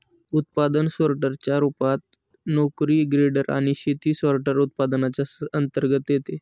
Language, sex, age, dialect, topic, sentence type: Marathi, male, 18-24, Northern Konkan, agriculture, statement